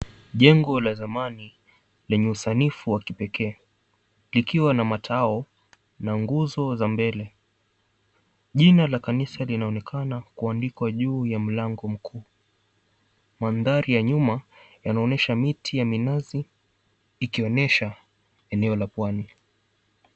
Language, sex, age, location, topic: Swahili, male, 18-24, Mombasa, government